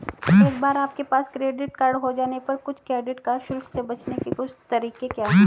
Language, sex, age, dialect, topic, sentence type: Hindi, female, 36-40, Hindustani Malvi Khadi Boli, banking, question